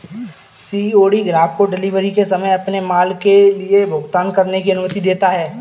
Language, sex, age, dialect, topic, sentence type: Hindi, male, 18-24, Kanauji Braj Bhasha, banking, statement